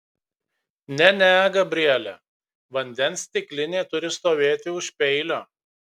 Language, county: Lithuanian, Kaunas